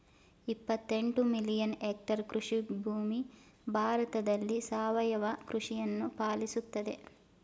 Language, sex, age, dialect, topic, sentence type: Kannada, female, 18-24, Mysore Kannada, agriculture, statement